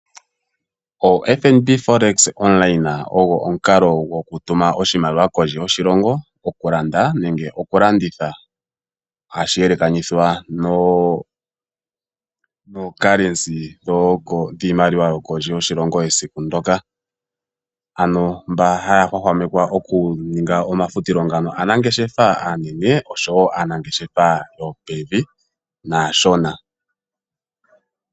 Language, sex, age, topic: Oshiwambo, male, 25-35, finance